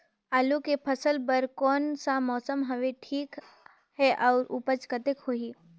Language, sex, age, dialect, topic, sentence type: Chhattisgarhi, female, 18-24, Northern/Bhandar, agriculture, question